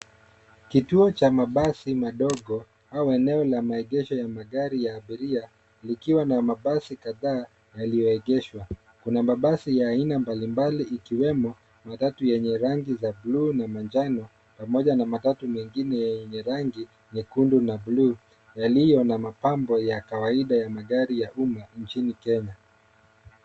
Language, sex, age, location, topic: Swahili, male, 25-35, Nairobi, government